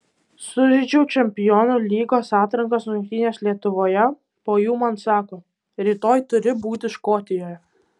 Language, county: Lithuanian, Kaunas